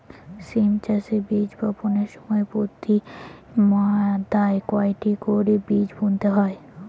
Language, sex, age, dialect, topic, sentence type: Bengali, female, 18-24, Rajbangshi, agriculture, question